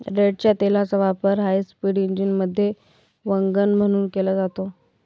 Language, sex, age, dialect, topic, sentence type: Marathi, female, 18-24, Northern Konkan, agriculture, statement